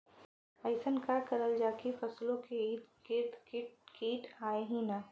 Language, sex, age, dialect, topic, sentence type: Bhojpuri, female, 25-30, Western, agriculture, question